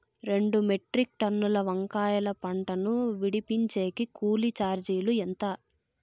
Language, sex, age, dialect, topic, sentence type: Telugu, female, 46-50, Southern, agriculture, question